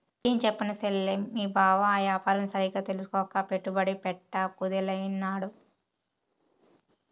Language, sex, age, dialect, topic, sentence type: Telugu, female, 18-24, Southern, banking, statement